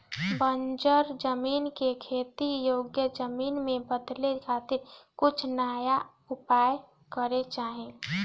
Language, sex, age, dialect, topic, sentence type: Bhojpuri, female, 25-30, Northern, agriculture, statement